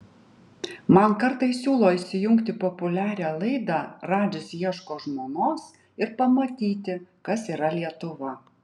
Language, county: Lithuanian, Utena